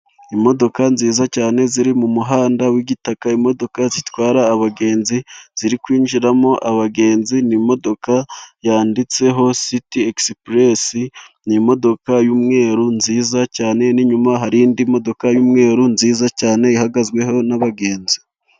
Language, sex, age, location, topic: Kinyarwanda, male, 25-35, Musanze, government